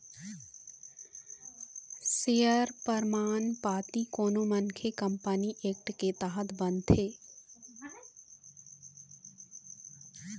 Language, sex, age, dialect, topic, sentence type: Chhattisgarhi, female, 18-24, Eastern, banking, statement